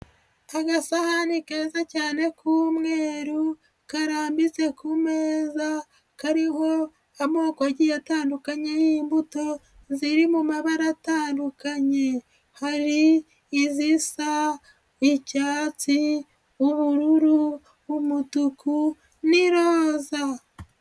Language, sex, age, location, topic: Kinyarwanda, female, 25-35, Nyagatare, education